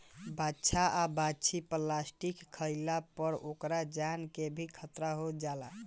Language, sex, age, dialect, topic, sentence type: Bhojpuri, male, 18-24, Southern / Standard, agriculture, statement